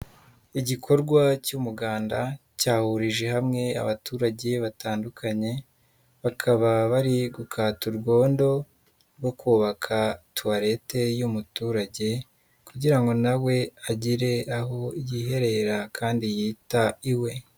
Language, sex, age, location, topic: Kinyarwanda, male, 25-35, Huye, agriculture